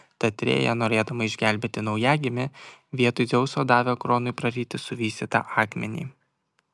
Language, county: Lithuanian, Kaunas